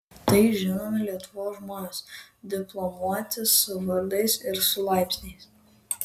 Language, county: Lithuanian, Kaunas